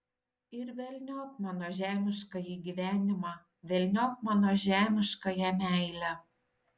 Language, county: Lithuanian, Šiauliai